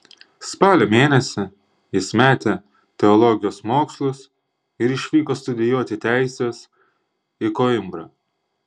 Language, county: Lithuanian, Klaipėda